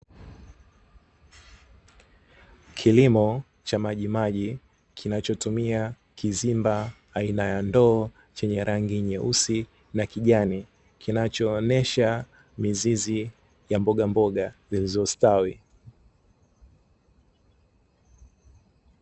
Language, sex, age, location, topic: Swahili, male, 25-35, Dar es Salaam, agriculture